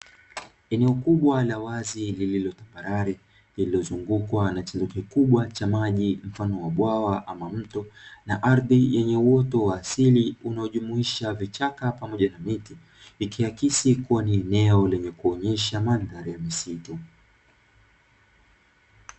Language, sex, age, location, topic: Swahili, male, 25-35, Dar es Salaam, agriculture